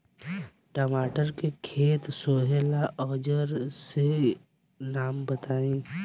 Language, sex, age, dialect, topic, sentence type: Bhojpuri, male, 18-24, Southern / Standard, agriculture, question